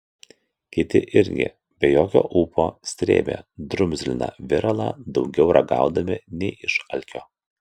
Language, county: Lithuanian, Kaunas